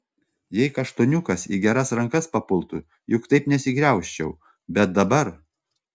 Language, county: Lithuanian, Panevėžys